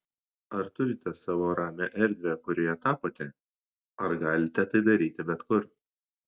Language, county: Lithuanian, Šiauliai